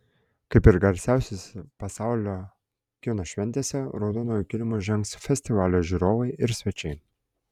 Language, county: Lithuanian, Klaipėda